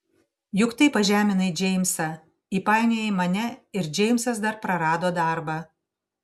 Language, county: Lithuanian, Panevėžys